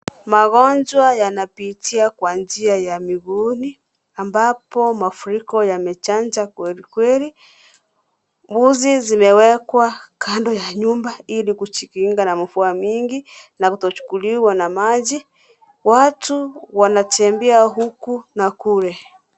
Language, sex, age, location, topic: Swahili, female, 25-35, Kisii, health